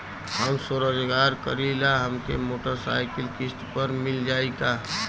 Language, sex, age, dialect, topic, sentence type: Bhojpuri, male, 36-40, Western, banking, question